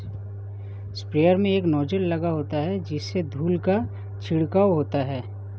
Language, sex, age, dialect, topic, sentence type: Hindi, male, 36-40, Awadhi Bundeli, agriculture, statement